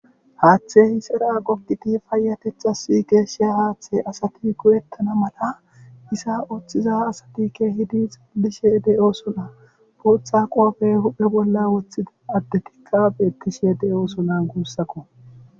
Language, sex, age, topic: Gamo, male, 36-49, government